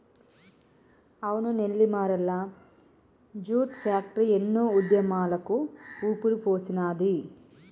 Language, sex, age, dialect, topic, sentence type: Telugu, female, 31-35, Telangana, agriculture, statement